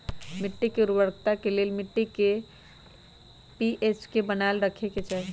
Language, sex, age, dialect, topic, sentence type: Magahi, female, 25-30, Western, agriculture, statement